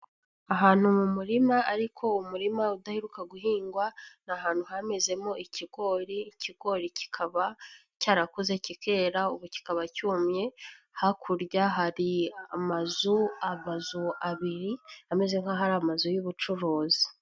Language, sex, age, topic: Kinyarwanda, female, 18-24, agriculture